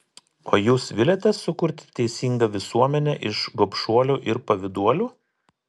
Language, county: Lithuanian, Telšiai